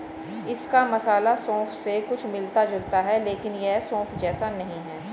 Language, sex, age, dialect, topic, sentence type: Hindi, female, 41-45, Hindustani Malvi Khadi Boli, agriculture, statement